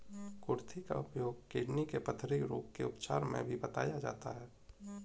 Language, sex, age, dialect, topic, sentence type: Hindi, male, 18-24, Kanauji Braj Bhasha, agriculture, statement